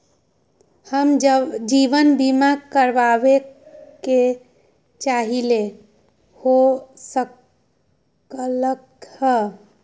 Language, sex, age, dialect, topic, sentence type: Magahi, female, 18-24, Western, banking, question